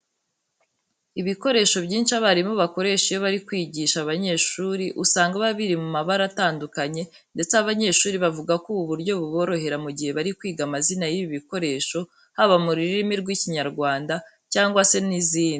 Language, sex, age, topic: Kinyarwanda, female, 18-24, education